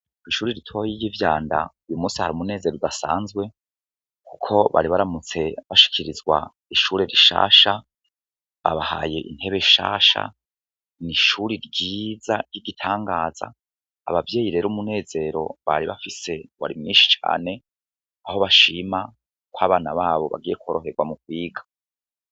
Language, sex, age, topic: Rundi, male, 36-49, education